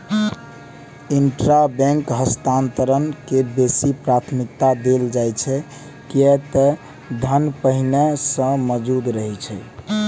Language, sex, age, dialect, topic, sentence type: Maithili, male, 18-24, Eastern / Thethi, banking, statement